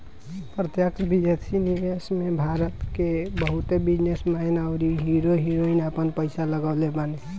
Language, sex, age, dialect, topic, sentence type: Bhojpuri, male, 18-24, Northern, banking, statement